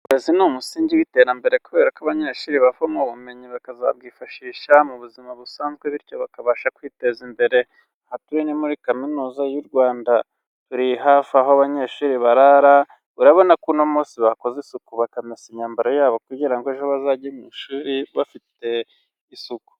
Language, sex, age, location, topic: Kinyarwanda, male, 25-35, Huye, education